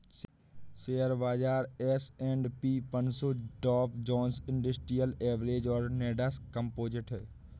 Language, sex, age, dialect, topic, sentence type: Hindi, male, 18-24, Awadhi Bundeli, banking, statement